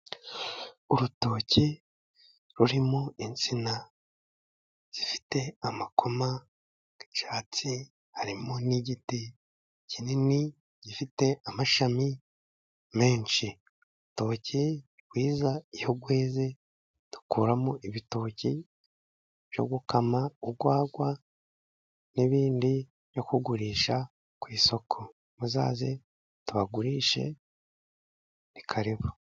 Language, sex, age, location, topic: Kinyarwanda, male, 36-49, Musanze, agriculture